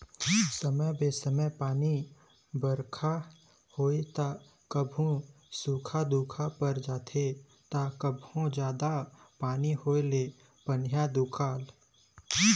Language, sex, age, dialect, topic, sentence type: Chhattisgarhi, male, 18-24, Eastern, agriculture, statement